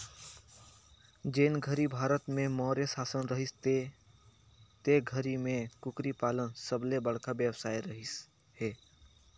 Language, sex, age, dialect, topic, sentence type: Chhattisgarhi, male, 56-60, Northern/Bhandar, agriculture, statement